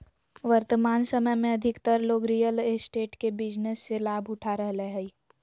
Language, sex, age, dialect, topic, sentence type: Magahi, female, 18-24, Southern, banking, statement